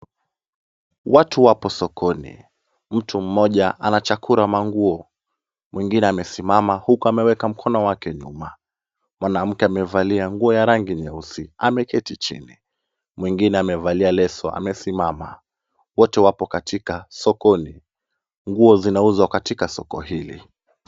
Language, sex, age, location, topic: Swahili, male, 18-24, Kisumu, finance